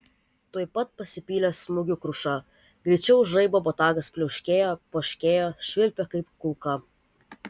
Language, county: Lithuanian, Vilnius